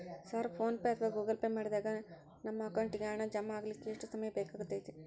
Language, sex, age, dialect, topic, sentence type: Kannada, female, 56-60, Central, banking, question